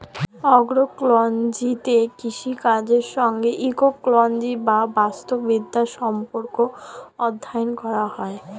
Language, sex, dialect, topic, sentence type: Bengali, female, Standard Colloquial, agriculture, statement